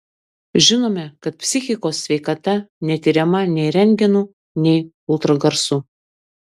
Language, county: Lithuanian, Klaipėda